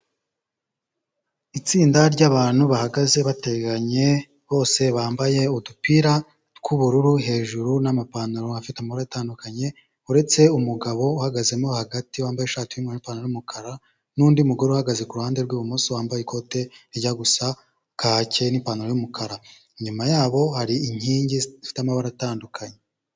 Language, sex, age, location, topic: Kinyarwanda, male, 25-35, Huye, health